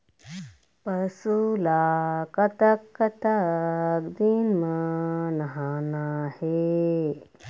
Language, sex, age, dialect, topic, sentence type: Chhattisgarhi, female, 36-40, Eastern, agriculture, question